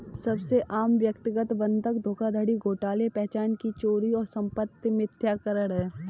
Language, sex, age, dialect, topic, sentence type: Hindi, female, 18-24, Kanauji Braj Bhasha, banking, statement